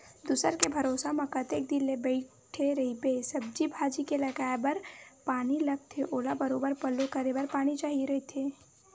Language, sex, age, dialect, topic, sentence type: Chhattisgarhi, male, 18-24, Western/Budati/Khatahi, agriculture, statement